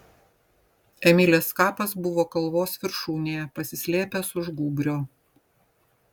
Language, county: Lithuanian, Vilnius